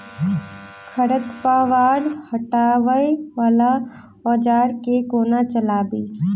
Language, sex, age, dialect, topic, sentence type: Maithili, female, 18-24, Southern/Standard, agriculture, question